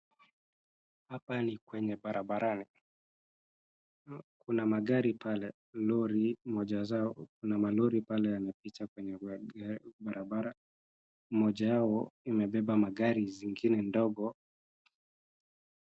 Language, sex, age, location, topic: Swahili, male, 25-35, Wajir, finance